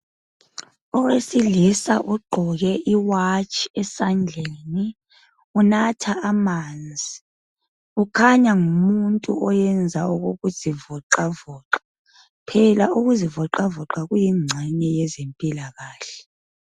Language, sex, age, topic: North Ndebele, female, 25-35, health